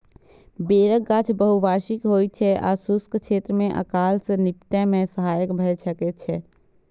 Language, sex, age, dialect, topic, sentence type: Maithili, female, 18-24, Eastern / Thethi, agriculture, statement